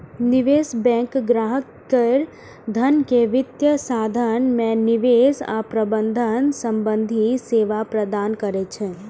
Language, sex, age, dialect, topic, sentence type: Maithili, female, 18-24, Eastern / Thethi, banking, statement